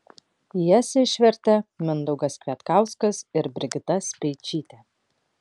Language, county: Lithuanian, Kaunas